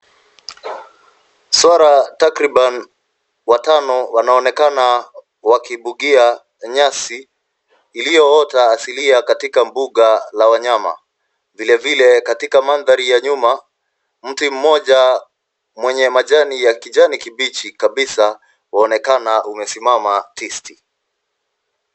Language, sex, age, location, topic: Swahili, male, 25-35, Nairobi, government